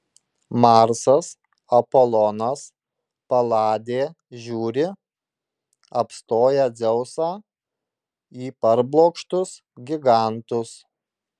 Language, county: Lithuanian, Marijampolė